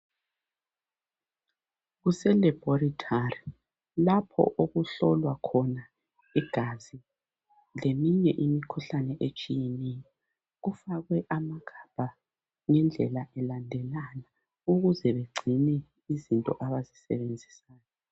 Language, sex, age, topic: North Ndebele, female, 36-49, health